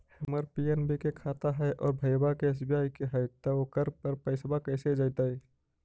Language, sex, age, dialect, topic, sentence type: Magahi, male, 25-30, Central/Standard, banking, question